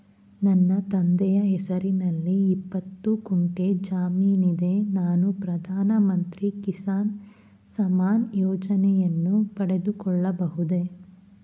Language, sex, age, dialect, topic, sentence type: Kannada, female, 31-35, Mysore Kannada, agriculture, question